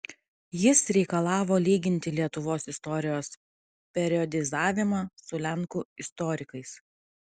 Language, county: Lithuanian, Kaunas